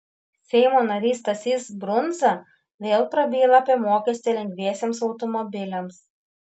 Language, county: Lithuanian, Klaipėda